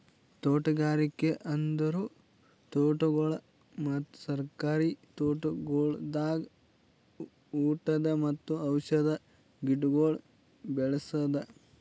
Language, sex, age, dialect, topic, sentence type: Kannada, male, 18-24, Northeastern, agriculture, statement